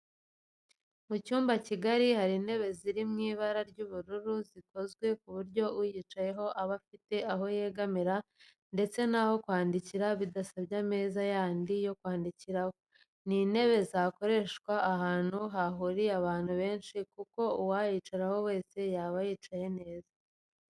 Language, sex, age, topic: Kinyarwanda, female, 25-35, education